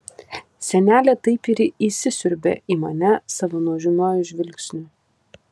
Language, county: Lithuanian, Kaunas